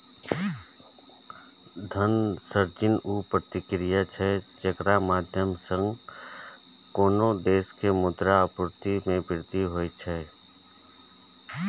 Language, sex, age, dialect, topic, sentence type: Maithili, male, 36-40, Eastern / Thethi, banking, statement